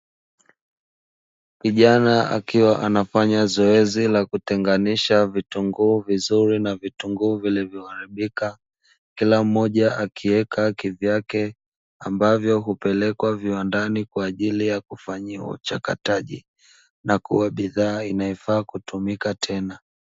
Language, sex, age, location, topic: Swahili, male, 25-35, Dar es Salaam, agriculture